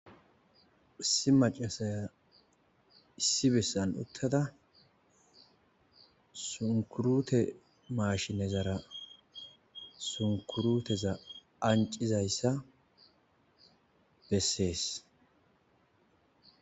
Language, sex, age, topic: Gamo, male, 25-35, agriculture